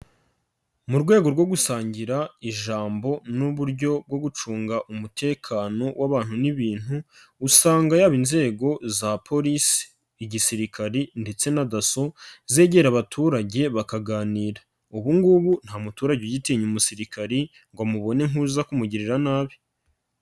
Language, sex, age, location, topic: Kinyarwanda, male, 25-35, Nyagatare, government